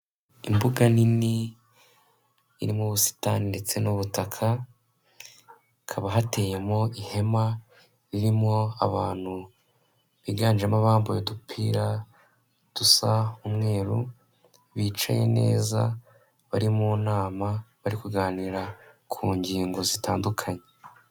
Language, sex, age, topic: Kinyarwanda, male, 18-24, government